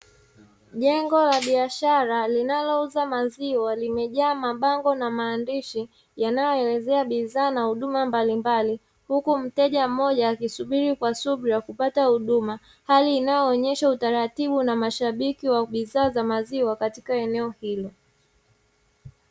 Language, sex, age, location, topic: Swahili, female, 25-35, Dar es Salaam, finance